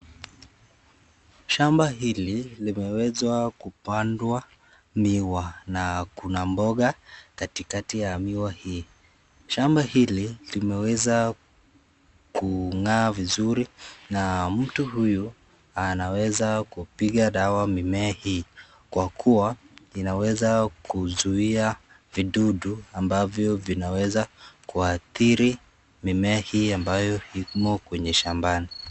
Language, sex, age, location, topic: Swahili, male, 50+, Nakuru, health